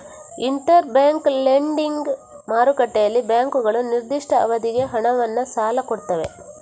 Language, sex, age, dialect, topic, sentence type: Kannada, female, 46-50, Coastal/Dakshin, banking, statement